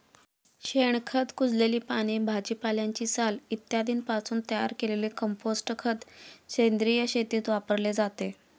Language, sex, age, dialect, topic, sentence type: Marathi, female, 25-30, Standard Marathi, agriculture, statement